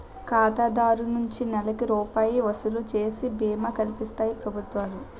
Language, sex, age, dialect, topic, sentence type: Telugu, female, 18-24, Utterandhra, banking, statement